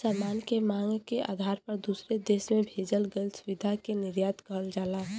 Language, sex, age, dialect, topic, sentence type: Bhojpuri, female, 18-24, Western, banking, statement